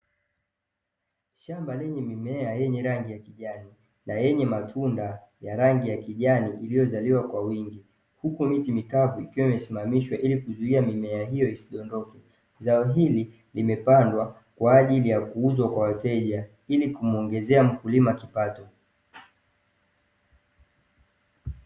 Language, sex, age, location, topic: Swahili, male, 18-24, Dar es Salaam, agriculture